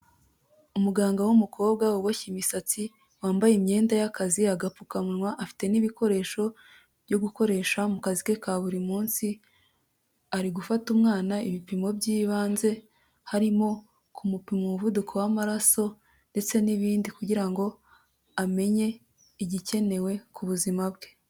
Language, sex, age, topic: Kinyarwanda, female, 25-35, health